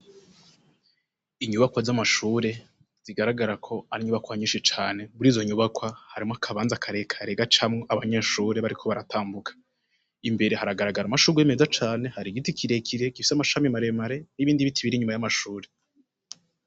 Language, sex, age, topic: Rundi, male, 18-24, education